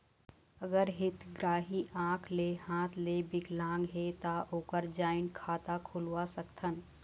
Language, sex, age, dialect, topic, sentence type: Chhattisgarhi, female, 36-40, Eastern, banking, question